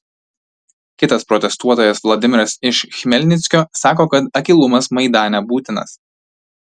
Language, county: Lithuanian, Tauragė